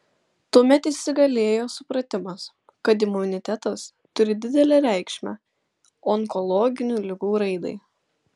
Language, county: Lithuanian, Klaipėda